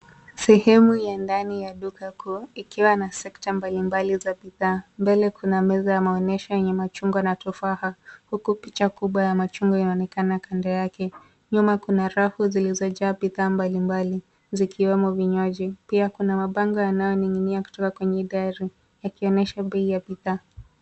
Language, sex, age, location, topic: Swahili, female, 18-24, Nairobi, finance